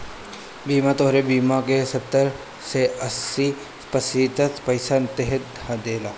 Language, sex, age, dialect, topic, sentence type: Bhojpuri, male, 25-30, Northern, banking, statement